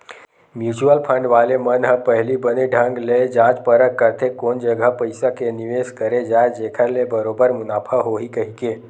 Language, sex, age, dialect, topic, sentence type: Chhattisgarhi, male, 18-24, Western/Budati/Khatahi, banking, statement